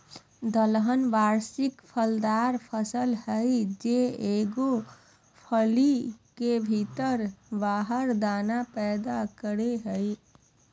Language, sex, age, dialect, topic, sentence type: Magahi, female, 31-35, Southern, agriculture, statement